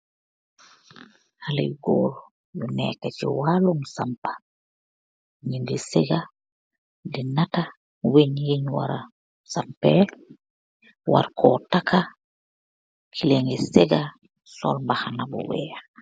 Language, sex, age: Wolof, female, 36-49